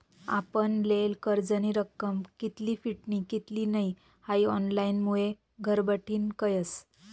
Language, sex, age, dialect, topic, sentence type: Marathi, female, 25-30, Northern Konkan, banking, statement